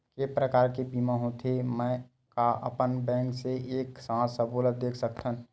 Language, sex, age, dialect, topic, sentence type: Chhattisgarhi, male, 18-24, Western/Budati/Khatahi, banking, question